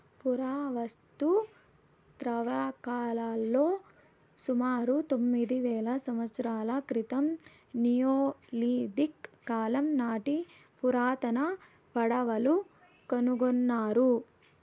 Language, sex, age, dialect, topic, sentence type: Telugu, female, 18-24, Southern, agriculture, statement